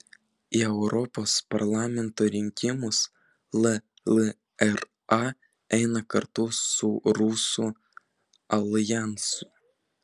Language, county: Lithuanian, Vilnius